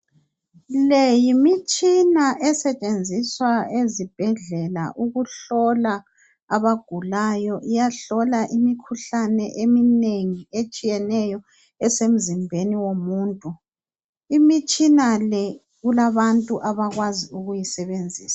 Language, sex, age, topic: North Ndebele, female, 50+, health